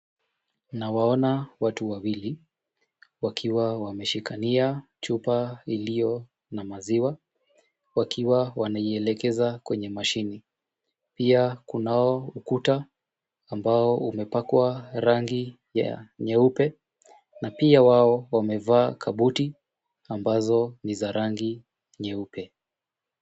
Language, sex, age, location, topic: Swahili, male, 18-24, Kisumu, agriculture